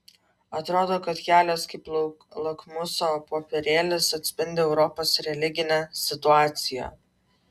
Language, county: Lithuanian, Vilnius